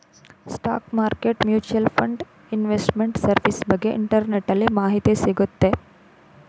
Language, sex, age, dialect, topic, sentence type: Kannada, female, 25-30, Mysore Kannada, banking, statement